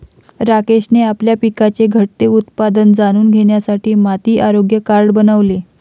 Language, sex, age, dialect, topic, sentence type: Marathi, female, 51-55, Varhadi, agriculture, statement